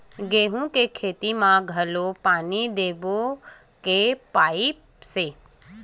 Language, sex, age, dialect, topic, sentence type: Chhattisgarhi, female, 31-35, Western/Budati/Khatahi, agriculture, question